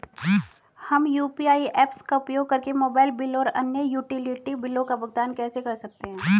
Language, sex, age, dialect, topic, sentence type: Hindi, female, 36-40, Hindustani Malvi Khadi Boli, banking, statement